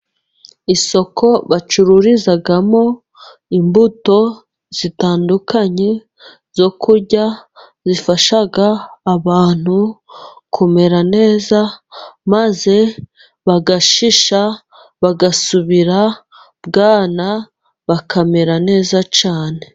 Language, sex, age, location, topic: Kinyarwanda, female, 25-35, Musanze, finance